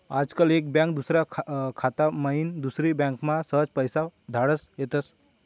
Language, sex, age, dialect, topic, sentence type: Marathi, male, 25-30, Northern Konkan, banking, statement